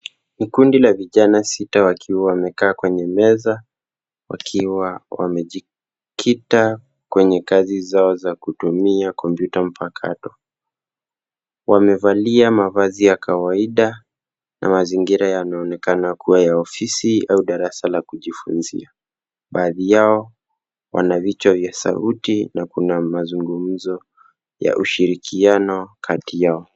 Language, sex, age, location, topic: Swahili, male, 18-24, Nairobi, education